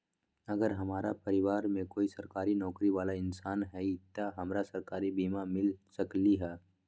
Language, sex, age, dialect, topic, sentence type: Magahi, male, 18-24, Western, agriculture, question